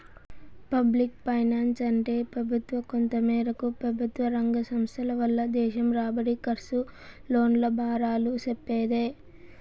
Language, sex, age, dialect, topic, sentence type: Telugu, female, 18-24, Southern, banking, statement